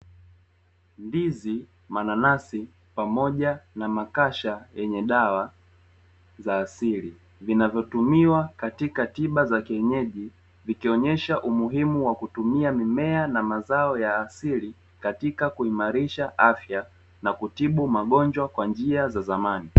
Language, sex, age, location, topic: Swahili, male, 25-35, Dar es Salaam, health